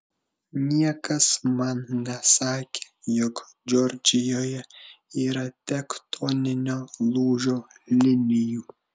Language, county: Lithuanian, Šiauliai